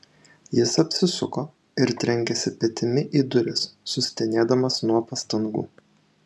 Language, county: Lithuanian, Šiauliai